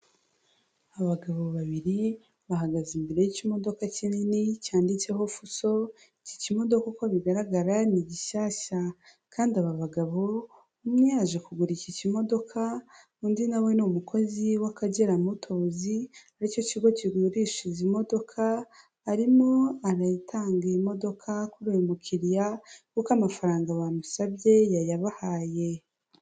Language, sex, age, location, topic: Kinyarwanda, female, 18-24, Huye, finance